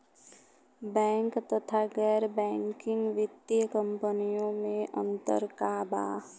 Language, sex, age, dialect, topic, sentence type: Bhojpuri, female, 25-30, Western, banking, question